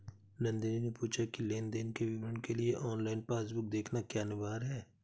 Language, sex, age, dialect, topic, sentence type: Hindi, male, 36-40, Awadhi Bundeli, banking, statement